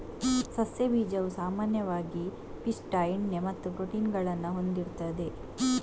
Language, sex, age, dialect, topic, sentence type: Kannada, female, 46-50, Coastal/Dakshin, agriculture, statement